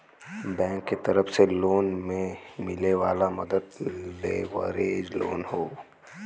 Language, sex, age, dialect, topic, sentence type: Bhojpuri, female, 18-24, Western, banking, statement